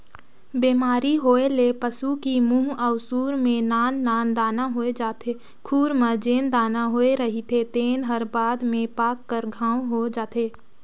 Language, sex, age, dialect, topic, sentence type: Chhattisgarhi, female, 60-100, Northern/Bhandar, agriculture, statement